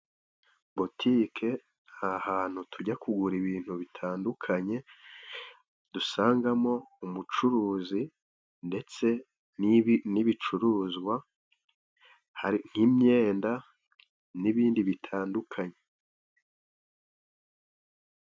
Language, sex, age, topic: Kinyarwanda, male, 18-24, finance